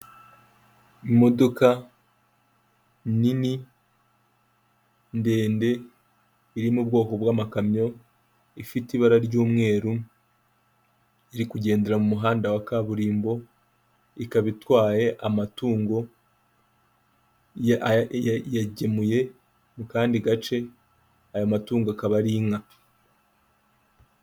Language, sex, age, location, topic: Kinyarwanda, male, 18-24, Kigali, government